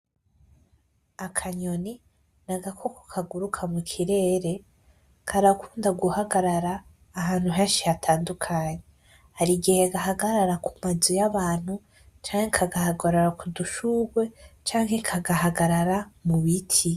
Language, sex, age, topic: Rundi, female, 18-24, agriculture